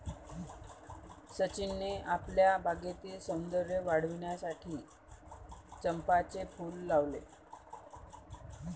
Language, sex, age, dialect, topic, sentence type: Marathi, female, 31-35, Varhadi, agriculture, statement